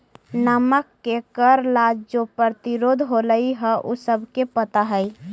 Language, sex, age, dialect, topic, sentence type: Magahi, female, 18-24, Central/Standard, agriculture, statement